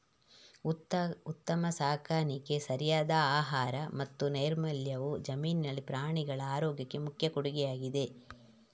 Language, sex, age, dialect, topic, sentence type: Kannada, female, 31-35, Coastal/Dakshin, agriculture, statement